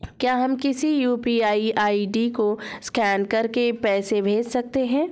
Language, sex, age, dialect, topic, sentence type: Hindi, female, 36-40, Awadhi Bundeli, banking, question